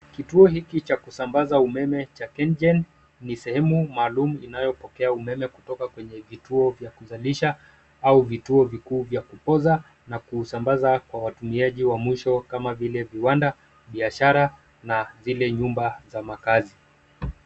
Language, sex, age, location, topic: Swahili, male, 25-35, Nairobi, government